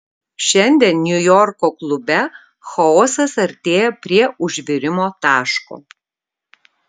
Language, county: Lithuanian, Kaunas